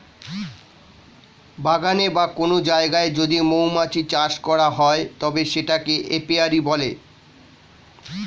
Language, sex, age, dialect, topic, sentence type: Bengali, male, 46-50, Standard Colloquial, agriculture, statement